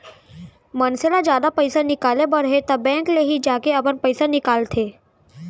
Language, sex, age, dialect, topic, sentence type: Chhattisgarhi, male, 46-50, Central, banking, statement